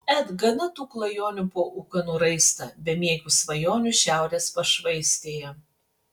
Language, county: Lithuanian, Panevėžys